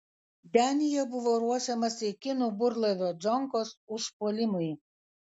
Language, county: Lithuanian, Kaunas